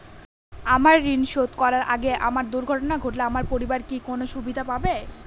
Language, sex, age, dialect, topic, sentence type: Bengali, female, 18-24, Northern/Varendri, banking, question